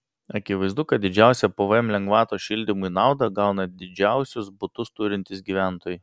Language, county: Lithuanian, Vilnius